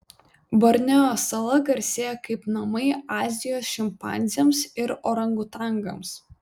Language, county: Lithuanian, Vilnius